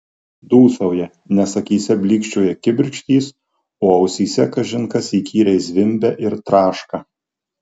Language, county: Lithuanian, Marijampolė